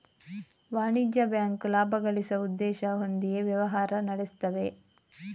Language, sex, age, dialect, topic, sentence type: Kannada, female, 18-24, Coastal/Dakshin, banking, statement